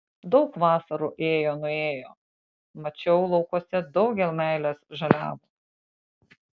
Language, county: Lithuanian, Panevėžys